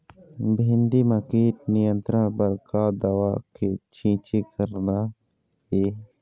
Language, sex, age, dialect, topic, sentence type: Chhattisgarhi, male, 25-30, Eastern, agriculture, question